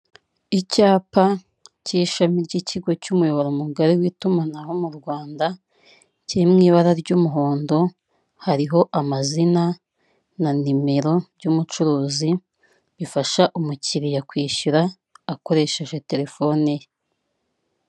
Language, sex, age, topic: Kinyarwanda, female, 25-35, finance